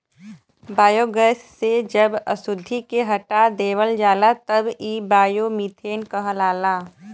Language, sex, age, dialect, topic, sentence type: Bhojpuri, female, 18-24, Western, agriculture, statement